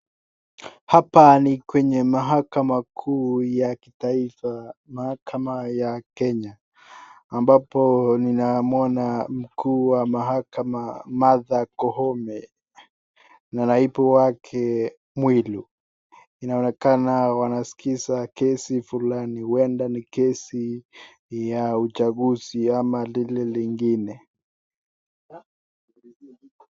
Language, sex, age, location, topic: Swahili, male, 18-24, Nakuru, government